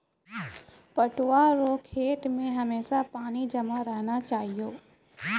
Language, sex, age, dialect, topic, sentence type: Maithili, female, 25-30, Angika, agriculture, statement